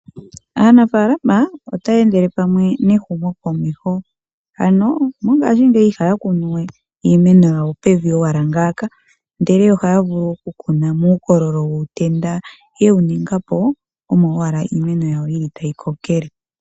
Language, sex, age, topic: Oshiwambo, female, 18-24, agriculture